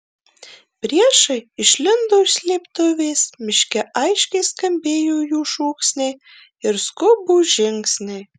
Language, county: Lithuanian, Marijampolė